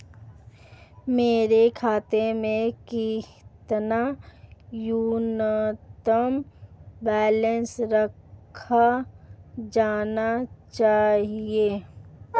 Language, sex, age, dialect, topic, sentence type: Hindi, female, 25-30, Marwari Dhudhari, banking, question